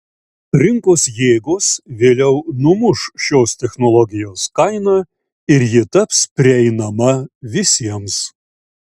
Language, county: Lithuanian, Šiauliai